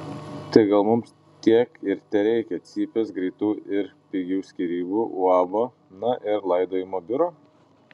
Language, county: Lithuanian, Panevėžys